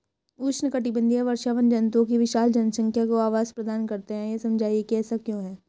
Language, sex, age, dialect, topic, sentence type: Hindi, female, 18-24, Hindustani Malvi Khadi Boli, agriculture, question